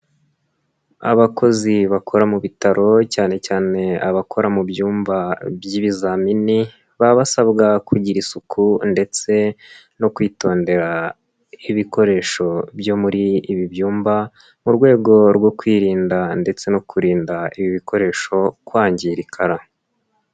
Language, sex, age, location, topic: Kinyarwanda, male, 18-24, Nyagatare, health